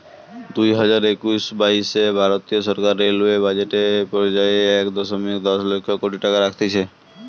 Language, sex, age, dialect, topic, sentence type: Bengali, male, 18-24, Western, banking, statement